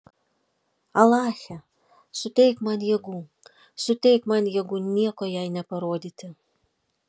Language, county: Lithuanian, Alytus